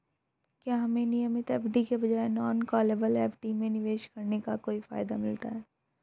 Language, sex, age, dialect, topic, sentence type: Hindi, female, 18-24, Hindustani Malvi Khadi Boli, banking, question